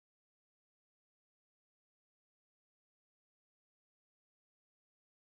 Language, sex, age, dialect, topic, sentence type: Bengali, male, 18-24, Rajbangshi, banking, question